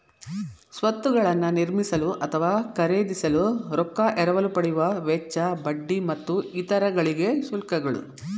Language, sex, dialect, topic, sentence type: Kannada, female, Dharwad Kannada, banking, statement